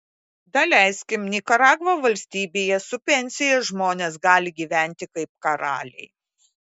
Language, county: Lithuanian, Klaipėda